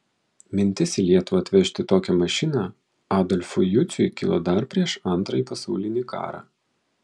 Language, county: Lithuanian, Vilnius